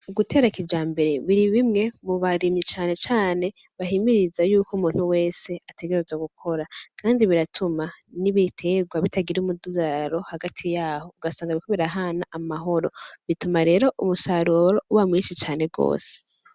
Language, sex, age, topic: Rundi, female, 18-24, agriculture